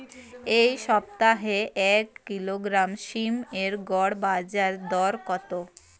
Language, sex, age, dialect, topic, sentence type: Bengali, female, 18-24, Rajbangshi, agriculture, question